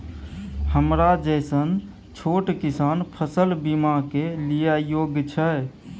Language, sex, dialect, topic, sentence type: Maithili, male, Bajjika, agriculture, question